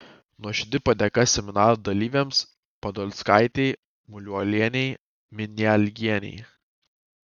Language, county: Lithuanian, Kaunas